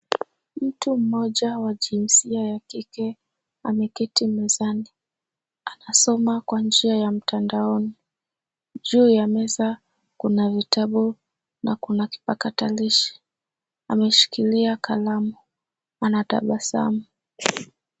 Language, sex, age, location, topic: Swahili, female, 18-24, Nairobi, education